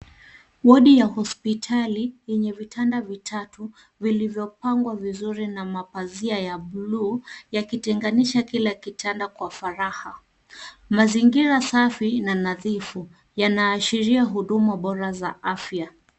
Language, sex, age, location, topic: Swahili, female, 18-24, Nairobi, education